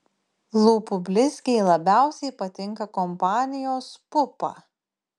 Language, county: Lithuanian, Panevėžys